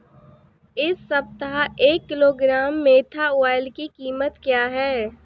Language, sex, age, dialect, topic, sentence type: Hindi, female, 25-30, Awadhi Bundeli, agriculture, question